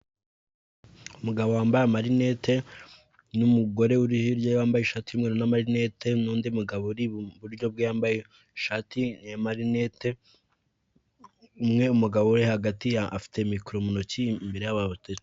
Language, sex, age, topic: Kinyarwanda, male, 18-24, government